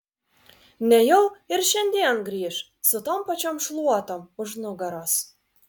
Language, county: Lithuanian, Vilnius